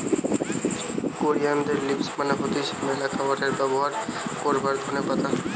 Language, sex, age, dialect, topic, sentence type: Bengali, male, 18-24, Western, agriculture, statement